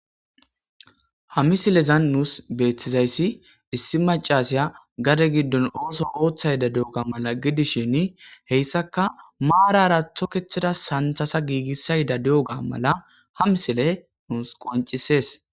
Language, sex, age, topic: Gamo, male, 25-35, agriculture